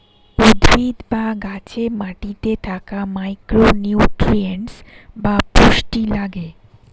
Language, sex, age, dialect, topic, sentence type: Bengali, female, 25-30, Standard Colloquial, agriculture, statement